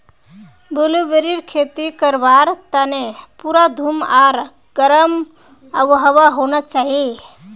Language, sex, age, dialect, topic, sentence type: Magahi, female, 18-24, Northeastern/Surjapuri, agriculture, statement